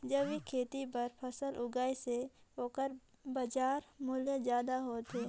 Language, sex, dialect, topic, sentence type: Chhattisgarhi, female, Northern/Bhandar, agriculture, statement